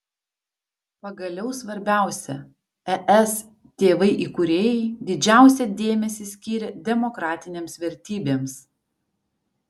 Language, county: Lithuanian, Vilnius